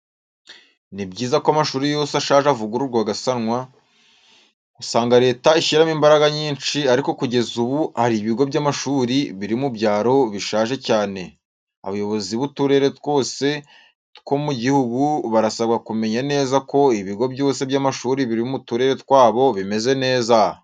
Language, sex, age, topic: Kinyarwanda, male, 18-24, education